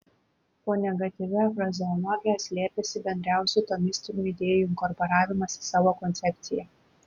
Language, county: Lithuanian, Klaipėda